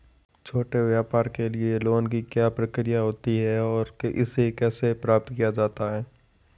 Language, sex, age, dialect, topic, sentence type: Hindi, male, 46-50, Marwari Dhudhari, banking, question